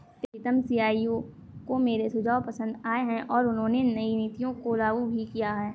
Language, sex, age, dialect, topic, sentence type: Hindi, female, 18-24, Awadhi Bundeli, banking, statement